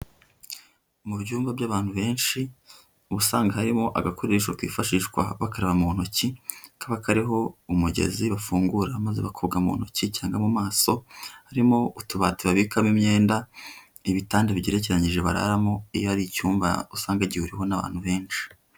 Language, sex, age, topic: Kinyarwanda, female, 25-35, education